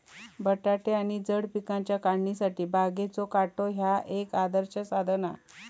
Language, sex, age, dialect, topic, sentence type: Marathi, female, 56-60, Southern Konkan, agriculture, statement